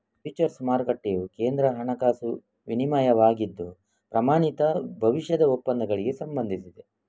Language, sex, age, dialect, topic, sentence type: Kannada, male, 25-30, Coastal/Dakshin, banking, statement